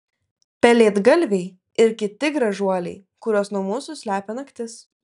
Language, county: Lithuanian, Klaipėda